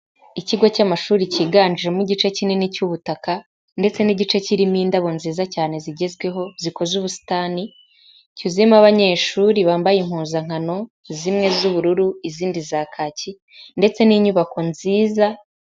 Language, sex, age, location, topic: Kinyarwanda, female, 18-24, Huye, education